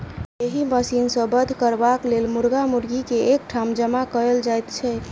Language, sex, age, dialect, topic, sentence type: Maithili, male, 31-35, Southern/Standard, agriculture, statement